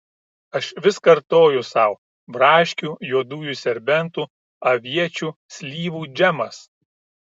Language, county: Lithuanian, Kaunas